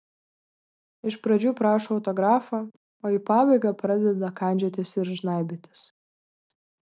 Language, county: Lithuanian, Klaipėda